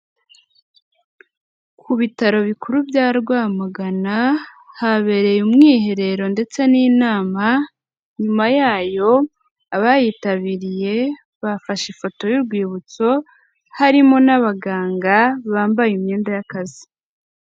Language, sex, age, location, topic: Kinyarwanda, female, 18-24, Kigali, health